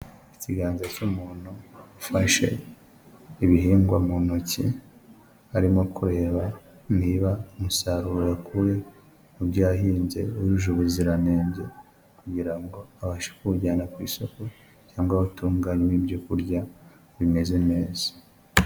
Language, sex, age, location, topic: Kinyarwanda, male, 25-35, Huye, agriculture